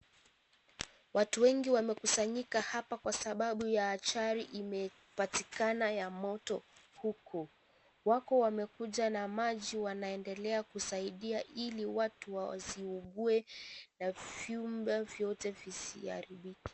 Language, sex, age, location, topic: Swahili, female, 18-24, Kisii, health